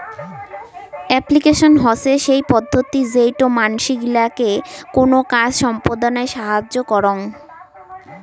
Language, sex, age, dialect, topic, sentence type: Bengali, female, 18-24, Rajbangshi, agriculture, statement